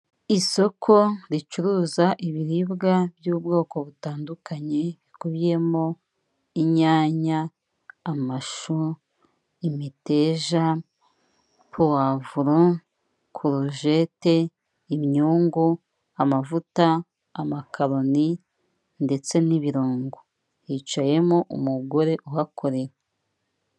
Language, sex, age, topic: Kinyarwanda, female, 36-49, finance